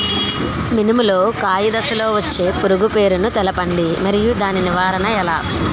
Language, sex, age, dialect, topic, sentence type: Telugu, female, 31-35, Utterandhra, agriculture, question